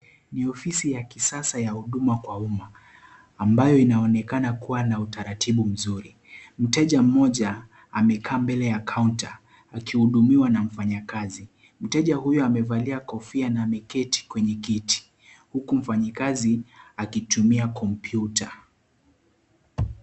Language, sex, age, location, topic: Swahili, male, 18-24, Kisii, government